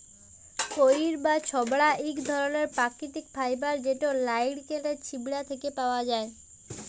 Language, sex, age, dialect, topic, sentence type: Bengali, male, 18-24, Jharkhandi, agriculture, statement